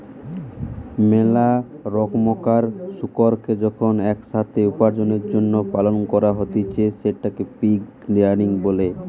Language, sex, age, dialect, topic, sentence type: Bengali, male, 18-24, Western, agriculture, statement